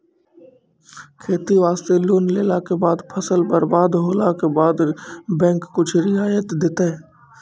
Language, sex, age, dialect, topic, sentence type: Maithili, male, 25-30, Angika, banking, question